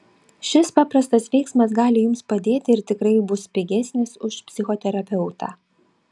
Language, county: Lithuanian, Klaipėda